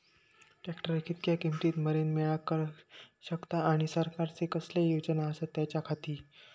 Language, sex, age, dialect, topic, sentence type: Marathi, male, 60-100, Southern Konkan, agriculture, question